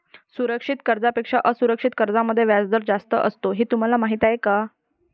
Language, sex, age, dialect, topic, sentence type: Marathi, female, 25-30, Varhadi, banking, statement